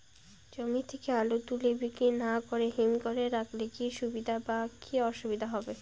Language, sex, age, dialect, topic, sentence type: Bengali, female, 18-24, Rajbangshi, agriculture, question